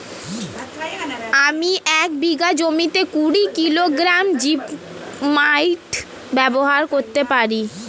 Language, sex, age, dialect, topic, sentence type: Bengali, female, 18-24, Standard Colloquial, agriculture, question